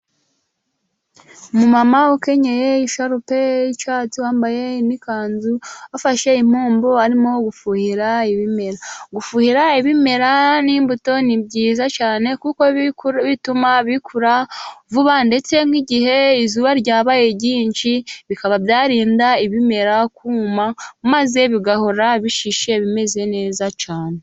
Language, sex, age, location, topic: Kinyarwanda, female, 18-24, Musanze, agriculture